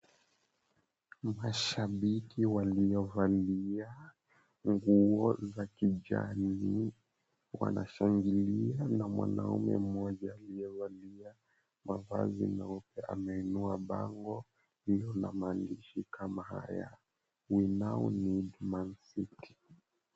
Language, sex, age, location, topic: Swahili, male, 18-24, Mombasa, government